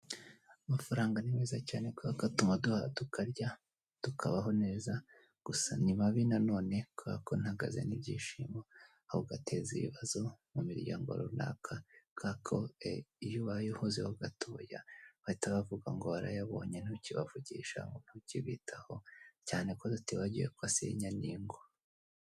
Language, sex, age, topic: Kinyarwanda, female, 18-24, finance